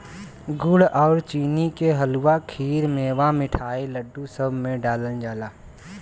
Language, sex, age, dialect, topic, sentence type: Bhojpuri, male, 18-24, Western, agriculture, statement